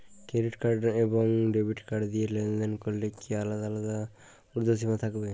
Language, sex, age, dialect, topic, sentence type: Bengali, male, 18-24, Jharkhandi, banking, question